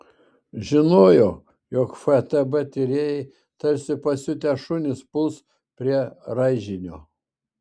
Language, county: Lithuanian, Šiauliai